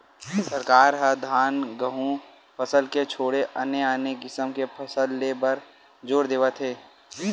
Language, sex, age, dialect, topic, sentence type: Chhattisgarhi, male, 18-24, Western/Budati/Khatahi, agriculture, statement